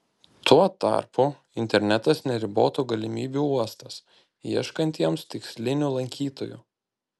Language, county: Lithuanian, Panevėžys